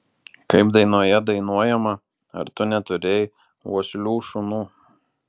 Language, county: Lithuanian, Alytus